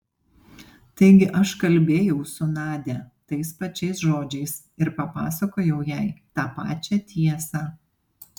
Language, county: Lithuanian, Panevėžys